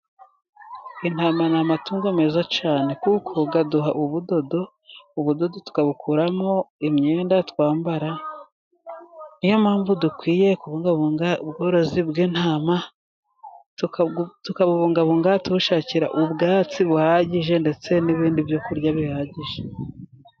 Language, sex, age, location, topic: Kinyarwanda, female, 36-49, Musanze, agriculture